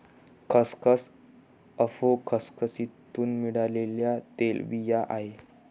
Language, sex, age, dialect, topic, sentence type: Marathi, male, 18-24, Northern Konkan, agriculture, statement